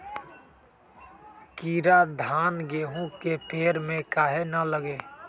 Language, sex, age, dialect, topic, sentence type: Magahi, male, 18-24, Western, agriculture, question